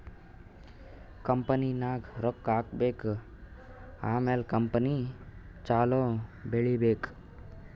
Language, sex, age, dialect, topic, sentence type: Kannada, male, 18-24, Northeastern, banking, statement